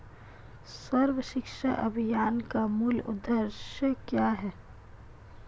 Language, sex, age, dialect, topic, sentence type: Hindi, female, 25-30, Marwari Dhudhari, banking, question